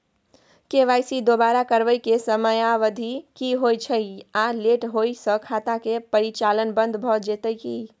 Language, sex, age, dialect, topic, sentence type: Maithili, female, 18-24, Bajjika, banking, question